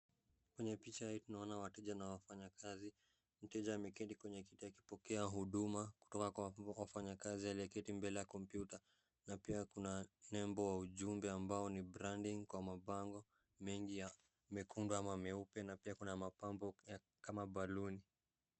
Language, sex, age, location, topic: Swahili, male, 18-24, Wajir, government